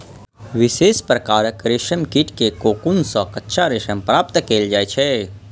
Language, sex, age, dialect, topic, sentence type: Maithili, male, 25-30, Eastern / Thethi, agriculture, statement